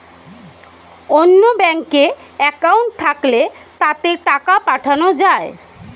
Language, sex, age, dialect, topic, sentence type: Bengali, female, 31-35, Standard Colloquial, banking, statement